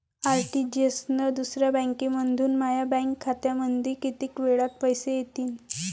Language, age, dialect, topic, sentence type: Marathi, 25-30, Varhadi, banking, question